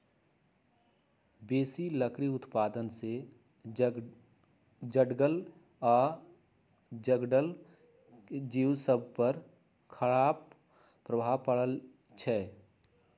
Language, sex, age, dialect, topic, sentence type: Magahi, male, 56-60, Western, agriculture, statement